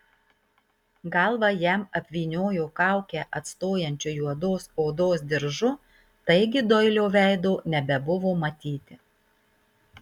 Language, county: Lithuanian, Marijampolė